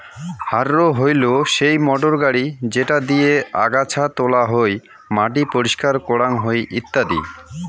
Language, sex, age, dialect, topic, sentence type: Bengali, male, 25-30, Rajbangshi, agriculture, statement